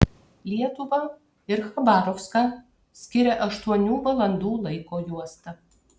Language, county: Lithuanian, Kaunas